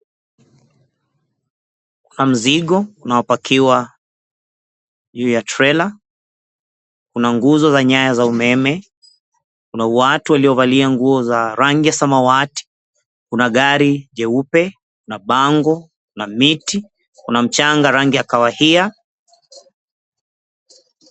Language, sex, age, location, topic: Swahili, male, 36-49, Mombasa, government